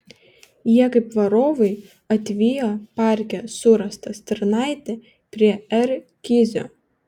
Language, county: Lithuanian, Panevėžys